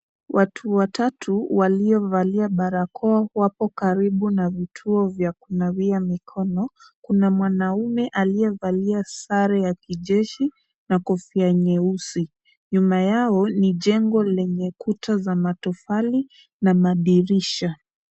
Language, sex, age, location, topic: Swahili, female, 25-35, Kisumu, health